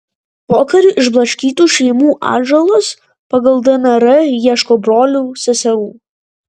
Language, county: Lithuanian, Vilnius